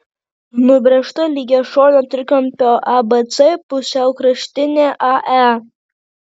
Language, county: Lithuanian, Kaunas